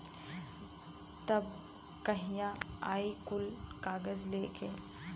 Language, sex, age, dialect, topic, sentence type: Bhojpuri, female, 31-35, Western, banking, question